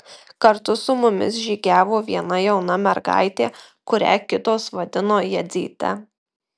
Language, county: Lithuanian, Marijampolė